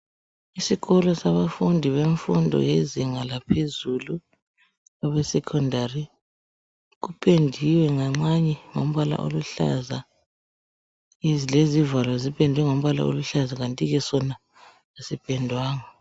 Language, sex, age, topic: North Ndebele, male, 18-24, education